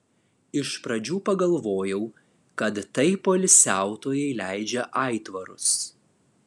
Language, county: Lithuanian, Alytus